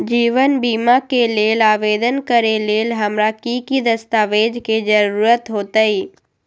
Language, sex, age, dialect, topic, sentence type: Magahi, female, 18-24, Western, banking, question